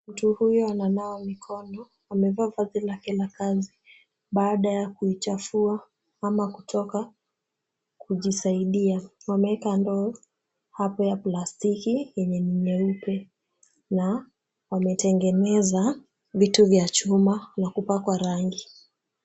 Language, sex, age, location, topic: Swahili, female, 18-24, Kisumu, health